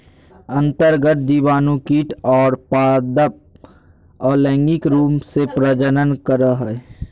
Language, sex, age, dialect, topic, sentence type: Magahi, male, 18-24, Southern, agriculture, statement